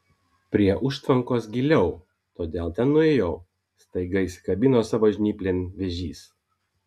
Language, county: Lithuanian, Vilnius